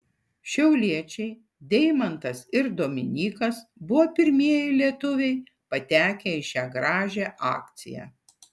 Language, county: Lithuanian, Šiauliai